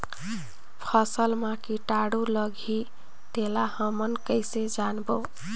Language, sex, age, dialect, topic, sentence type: Chhattisgarhi, female, 31-35, Northern/Bhandar, agriculture, question